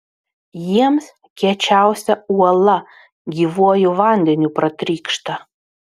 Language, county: Lithuanian, Utena